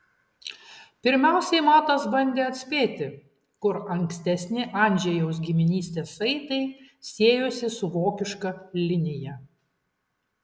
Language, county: Lithuanian, Klaipėda